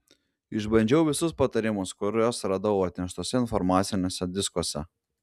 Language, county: Lithuanian, Klaipėda